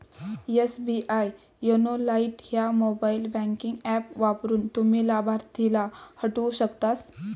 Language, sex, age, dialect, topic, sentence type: Marathi, female, 18-24, Southern Konkan, banking, statement